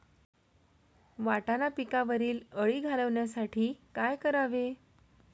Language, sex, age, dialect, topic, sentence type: Marathi, female, 31-35, Standard Marathi, agriculture, question